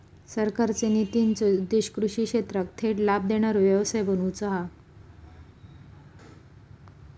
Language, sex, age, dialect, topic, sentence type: Marathi, female, 25-30, Southern Konkan, agriculture, statement